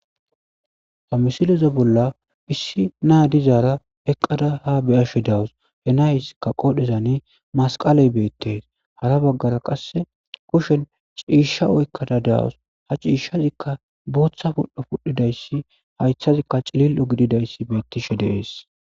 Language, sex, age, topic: Gamo, male, 25-35, agriculture